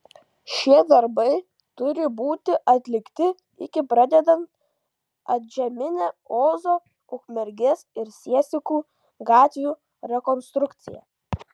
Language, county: Lithuanian, Kaunas